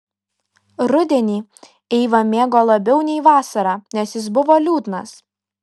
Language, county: Lithuanian, Kaunas